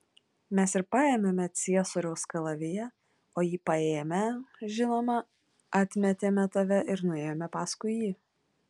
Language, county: Lithuanian, Klaipėda